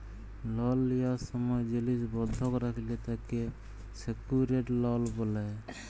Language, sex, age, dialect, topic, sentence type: Bengali, male, 31-35, Jharkhandi, banking, statement